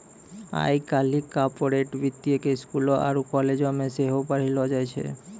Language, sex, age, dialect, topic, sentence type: Maithili, male, 25-30, Angika, banking, statement